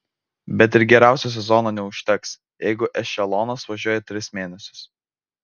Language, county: Lithuanian, Vilnius